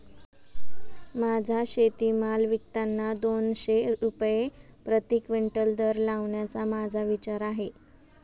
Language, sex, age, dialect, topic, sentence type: Marathi, female, 25-30, Standard Marathi, agriculture, statement